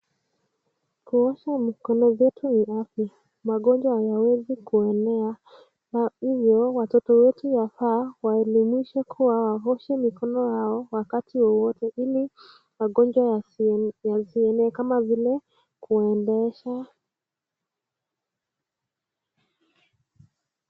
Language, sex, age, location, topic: Swahili, female, 18-24, Nakuru, health